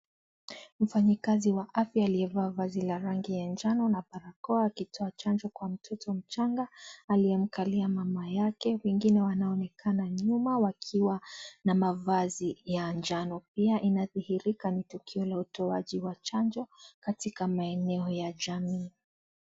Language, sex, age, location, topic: Swahili, female, 18-24, Kisii, health